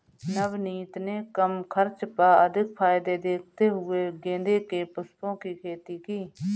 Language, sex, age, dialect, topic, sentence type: Hindi, female, 41-45, Marwari Dhudhari, agriculture, statement